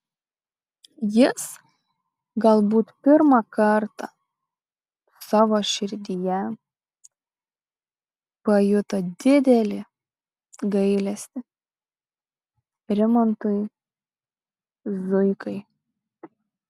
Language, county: Lithuanian, Šiauliai